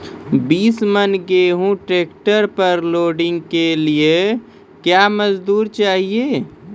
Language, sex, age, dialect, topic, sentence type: Maithili, male, 18-24, Angika, agriculture, question